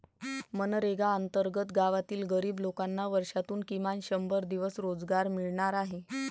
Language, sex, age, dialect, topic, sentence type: Marathi, female, 25-30, Varhadi, banking, statement